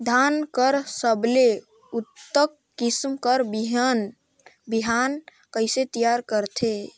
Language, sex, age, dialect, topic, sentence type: Chhattisgarhi, male, 25-30, Northern/Bhandar, agriculture, question